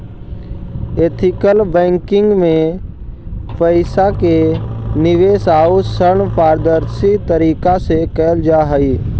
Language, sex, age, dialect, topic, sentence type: Magahi, male, 41-45, Central/Standard, agriculture, statement